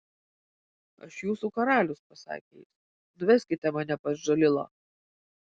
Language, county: Lithuanian, Vilnius